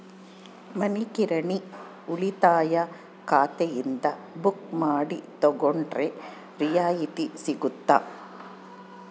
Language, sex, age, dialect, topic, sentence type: Kannada, female, 25-30, Central, banking, question